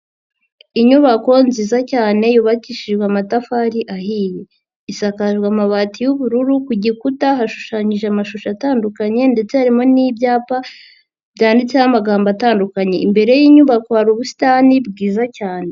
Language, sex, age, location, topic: Kinyarwanda, female, 50+, Nyagatare, education